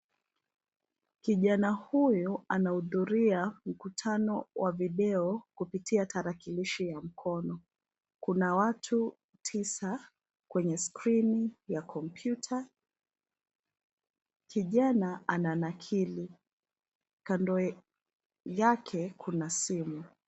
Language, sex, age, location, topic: Swahili, female, 25-35, Nairobi, education